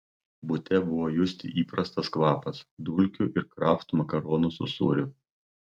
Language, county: Lithuanian, Panevėžys